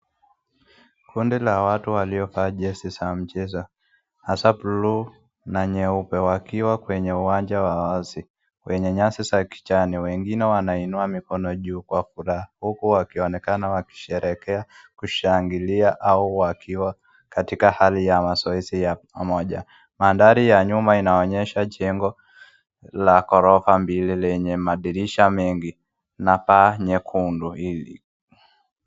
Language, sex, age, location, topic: Swahili, female, 18-24, Nakuru, government